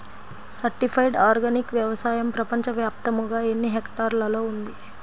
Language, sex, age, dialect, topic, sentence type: Telugu, female, 25-30, Central/Coastal, agriculture, question